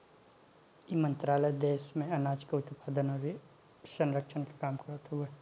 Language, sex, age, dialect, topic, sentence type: Bhojpuri, male, 18-24, Northern, agriculture, statement